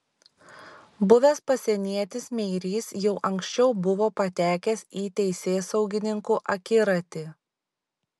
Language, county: Lithuanian, Šiauliai